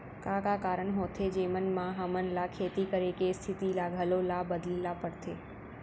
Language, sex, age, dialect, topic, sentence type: Chhattisgarhi, female, 18-24, Central, agriculture, question